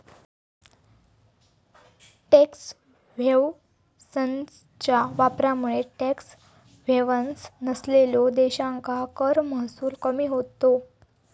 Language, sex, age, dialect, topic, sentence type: Marathi, female, 18-24, Southern Konkan, banking, statement